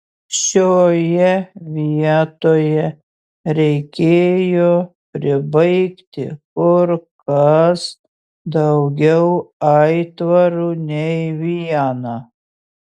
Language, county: Lithuanian, Utena